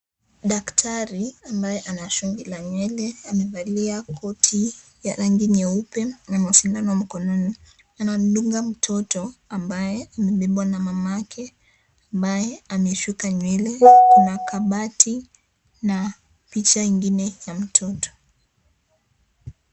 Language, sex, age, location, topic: Swahili, female, 18-24, Kisii, health